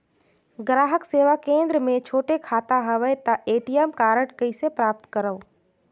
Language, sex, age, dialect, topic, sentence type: Chhattisgarhi, female, 18-24, Northern/Bhandar, banking, question